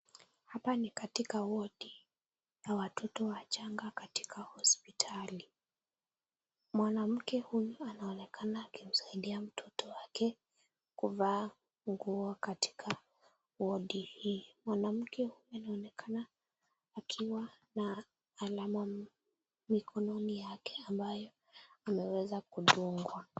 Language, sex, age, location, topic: Swahili, female, 18-24, Nakuru, health